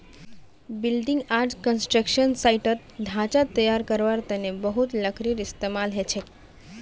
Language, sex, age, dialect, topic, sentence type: Magahi, female, 18-24, Northeastern/Surjapuri, agriculture, statement